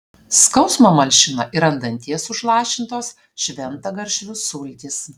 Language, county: Lithuanian, Alytus